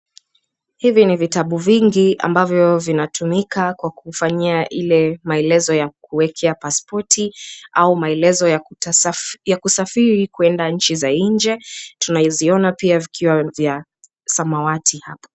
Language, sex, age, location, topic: Swahili, female, 25-35, Kisumu, government